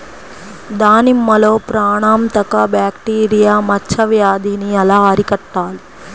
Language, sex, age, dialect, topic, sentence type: Telugu, female, 25-30, Central/Coastal, agriculture, question